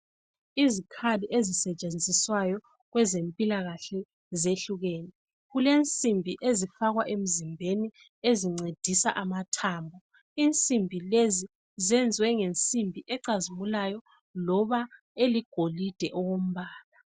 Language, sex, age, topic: North Ndebele, female, 36-49, health